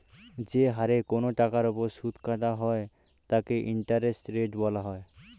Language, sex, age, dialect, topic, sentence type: Bengali, male, 18-24, Standard Colloquial, banking, statement